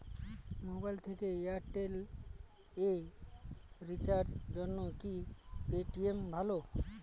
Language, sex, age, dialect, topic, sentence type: Bengali, male, 36-40, Northern/Varendri, banking, question